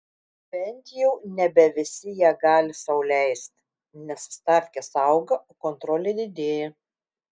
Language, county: Lithuanian, Telšiai